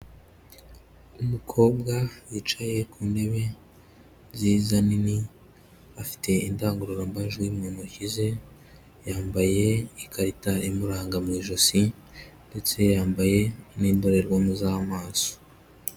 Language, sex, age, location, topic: Kinyarwanda, male, 18-24, Kigali, health